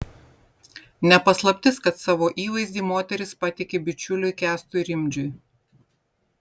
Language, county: Lithuanian, Vilnius